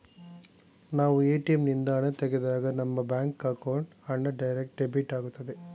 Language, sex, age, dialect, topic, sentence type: Kannada, male, 36-40, Mysore Kannada, banking, statement